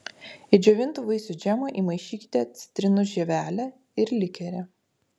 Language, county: Lithuanian, Utena